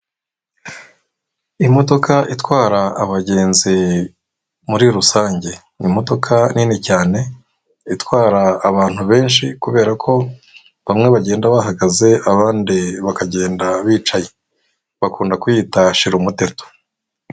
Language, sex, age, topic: Kinyarwanda, male, 25-35, government